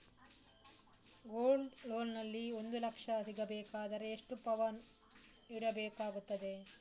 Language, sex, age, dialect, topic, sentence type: Kannada, female, 18-24, Coastal/Dakshin, banking, question